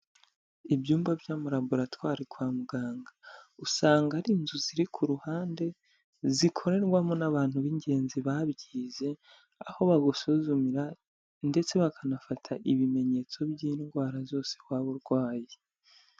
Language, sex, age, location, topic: Kinyarwanda, male, 25-35, Huye, health